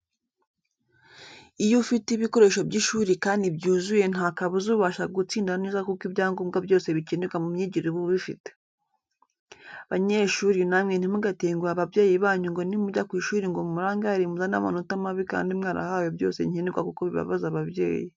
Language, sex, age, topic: Kinyarwanda, female, 18-24, education